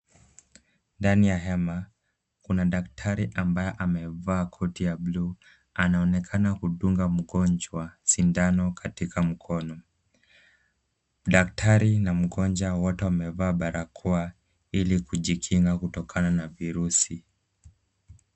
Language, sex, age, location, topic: Swahili, male, 18-24, Kisumu, health